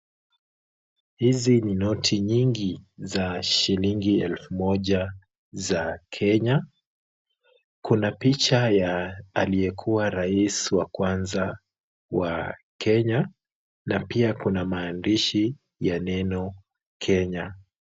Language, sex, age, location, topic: Swahili, female, 25-35, Kisumu, finance